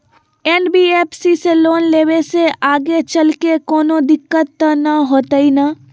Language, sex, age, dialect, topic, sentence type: Magahi, female, 25-30, Western, banking, question